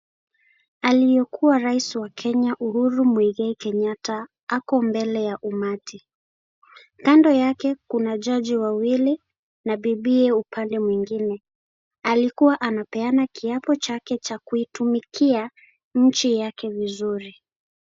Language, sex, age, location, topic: Swahili, female, 18-24, Kisii, government